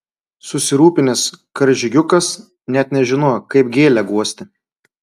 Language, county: Lithuanian, Klaipėda